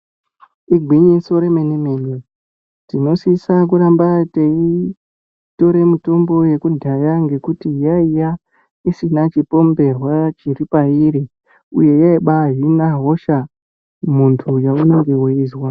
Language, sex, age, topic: Ndau, male, 18-24, health